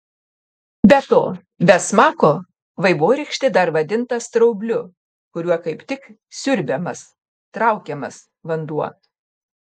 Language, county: Lithuanian, Panevėžys